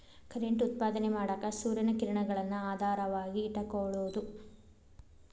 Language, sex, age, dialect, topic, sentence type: Kannada, female, 25-30, Dharwad Kannada, agriculture, statement